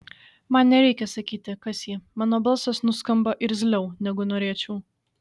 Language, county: Lithuanian, Šiauliai